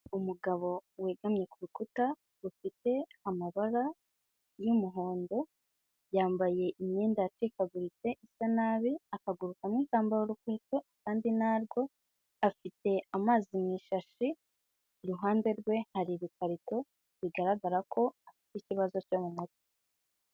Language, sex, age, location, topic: Kinyarwanda, female, 25-35, Kigali, health